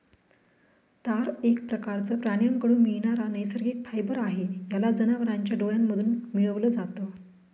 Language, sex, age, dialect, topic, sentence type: Marathi, female, 31-35, Northern Konkan, agriculture, statement